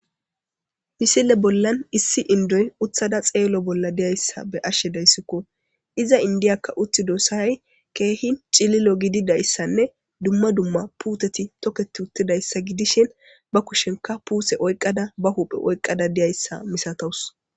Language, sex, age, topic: Gamo, female, 18-24, government